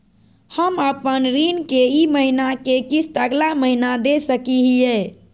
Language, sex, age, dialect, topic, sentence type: Magahi, female, 41-45, Southern, banking, question